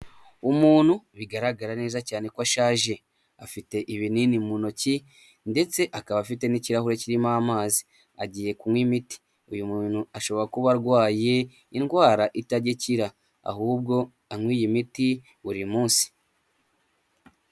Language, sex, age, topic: Kinyarwanda, male, 18-24, health